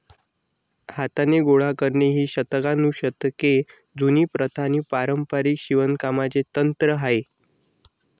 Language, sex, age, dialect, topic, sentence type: Marathi, male, 18-24, Varhadi, agriculture, statement